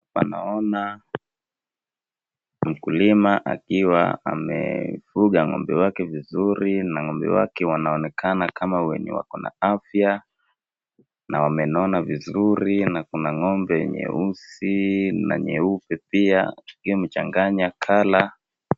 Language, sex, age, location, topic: Swahili, female, 36-49, Wajir, agriculture